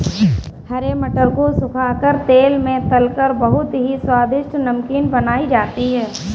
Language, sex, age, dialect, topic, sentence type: Hindi, female, 18-24, Kanauji Braj Bhasha, agriculture, statement